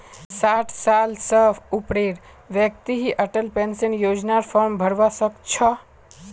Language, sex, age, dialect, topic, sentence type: Magahi, male, 18-24, Northeastern/Surjapuri, banking, statement